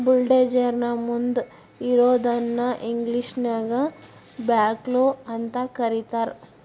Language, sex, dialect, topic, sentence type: Kannada, female, Dharwad Kannada, agriculture, statement